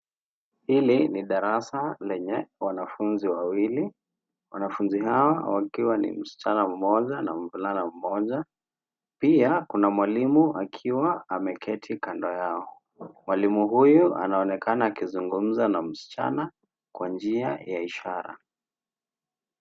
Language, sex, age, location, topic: Swahili, male, 18-24, Nairobi, education